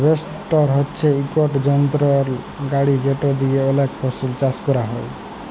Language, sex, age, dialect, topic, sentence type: Bengali, male, 18-24, Jharkhandi, agriculture, statement